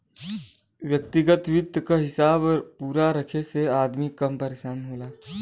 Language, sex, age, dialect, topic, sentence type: Bhojpuri, male, 18-24, Western, banking, statement